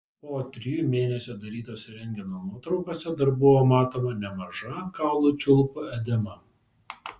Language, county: Lithuanian, Vilnius